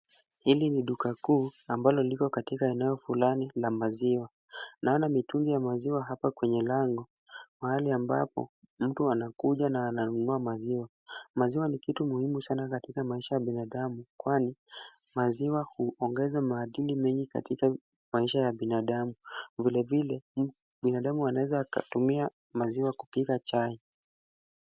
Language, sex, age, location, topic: Swahili, male, 18-24, Kisumu, finance